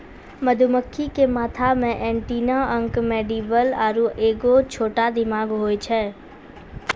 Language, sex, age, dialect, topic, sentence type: Maithili, female, 46-50, Angika, agriculture, statement